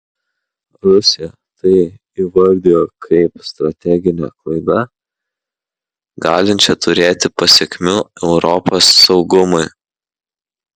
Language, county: Lithuanian, Kaunas